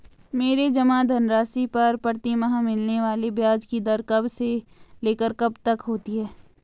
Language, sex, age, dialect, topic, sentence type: Hindi, female, 18-24, Garhwali, banking, question